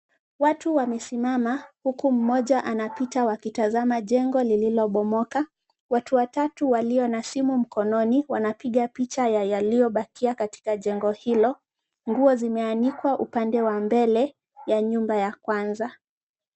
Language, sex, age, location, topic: Swahili, female, 25-35, Kisumu, health